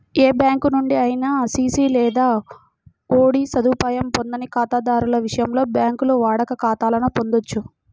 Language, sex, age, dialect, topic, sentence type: Telugu, female, 18-24, Central/Coastal, banking, statement